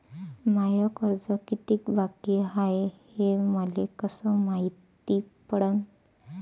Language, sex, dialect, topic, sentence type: Marathi, female, Varhadi, banking, question